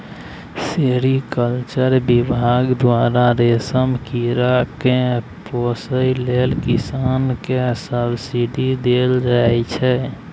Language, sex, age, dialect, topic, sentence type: Maithili, male, 18-24, Bajjika, agriculture, statement